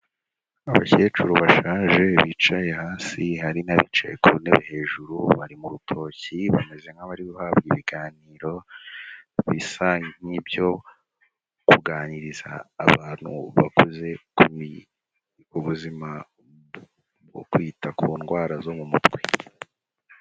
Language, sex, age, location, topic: Kinyarwanda, male, 18-24, Huye, health